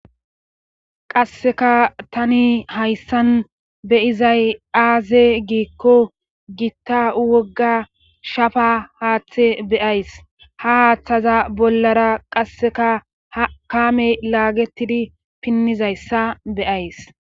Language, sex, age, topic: Gamo, female, 25-35, government